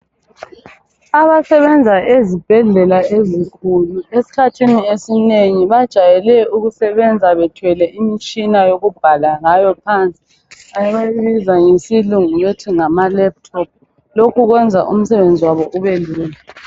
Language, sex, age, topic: North Ndebele, female, 50+, health